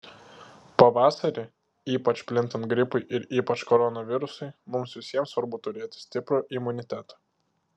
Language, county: Lithuanian, Klaipėda